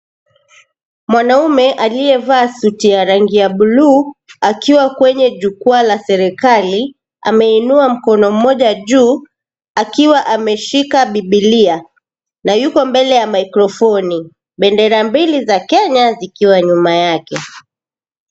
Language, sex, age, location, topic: Swahili, female, 25-35, Mombasa, government